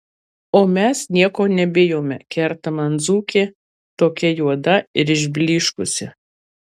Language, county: Lithuanian, Marijampolė